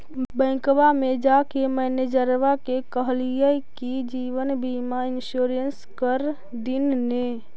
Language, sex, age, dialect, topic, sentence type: Magahi, female, 18-24, Central/Standard, banking, question